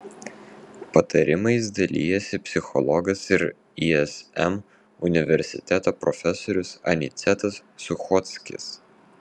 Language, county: Lithuanian, Vilnius